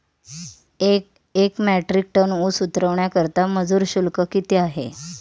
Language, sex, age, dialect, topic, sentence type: Marathi, female, 31-35, Standard Marathi, agriculture, question